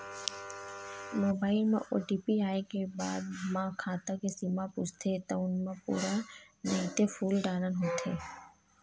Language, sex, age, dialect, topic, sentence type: Chhattisgarhi, female, 18-24, Western/Budati/Khatahi, banking, statement